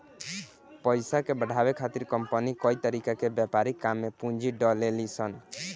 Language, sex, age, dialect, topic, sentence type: Bhojpuri, male, 18-24, Southern / Standard, banking, statement